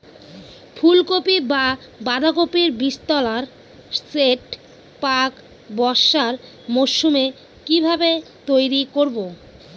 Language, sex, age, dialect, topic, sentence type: Bengali, female, 25-30, Northern/Varendri, agriculture, question